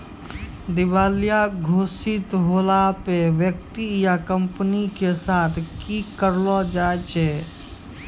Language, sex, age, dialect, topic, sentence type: Maithili, male, 51-55, Angika, banking, statement